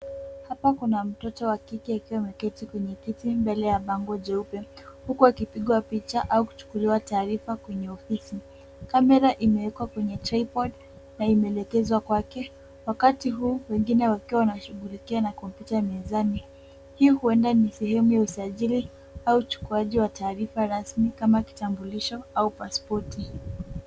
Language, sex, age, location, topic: Swahili, female, 18-24, Kisumu, government